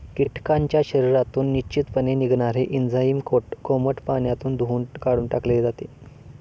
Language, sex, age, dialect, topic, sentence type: Marathi, male, 18-24, Standard Marathi, agriculture, statement